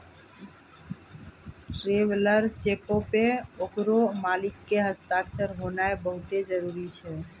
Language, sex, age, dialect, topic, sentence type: Maithili, female, 31-35, Angika, banking, statement